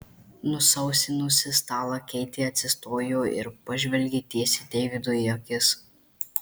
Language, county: Lithuanian, Marijampolė